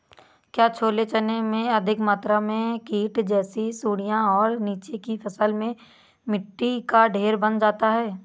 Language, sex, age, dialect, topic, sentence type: Hindi, male, 18-24, Awadhi Bundeli, agriculture, question